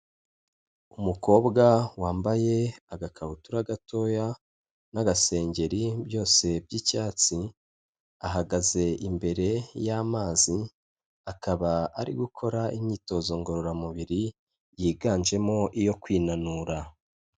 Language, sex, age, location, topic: Kinyarwanda, male, 25-35, Kigali, health